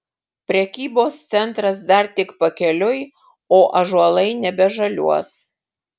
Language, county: Lithuanian, Vilnius